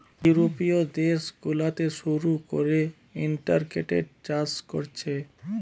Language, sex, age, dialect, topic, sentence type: Bengali, male, 31-35, Western, agriculture, statement